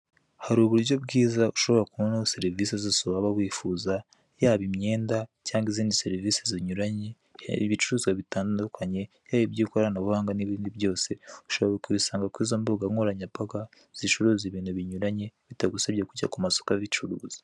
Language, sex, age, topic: Kinyarwanda, male, 18-24, finance